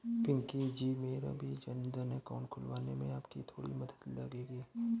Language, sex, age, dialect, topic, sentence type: Hindi, male, 18-24, Awadhi Bundeli, banking, statement